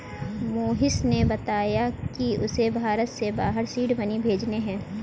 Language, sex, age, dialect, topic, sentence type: Hindi, female, 36-40, Kanauji Braj Bhasha, banking, statement